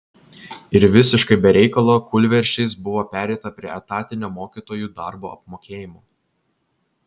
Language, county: Lithuanian, Vilnius